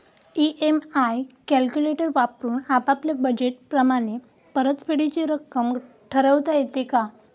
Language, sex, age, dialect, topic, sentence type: Marathi, female, 18-24, Standard Marathi, banking, question